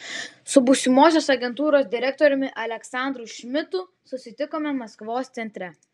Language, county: Lithuanian, Vilnius